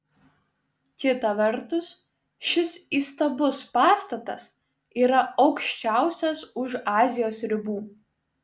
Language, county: Lithuanian, Šiauliai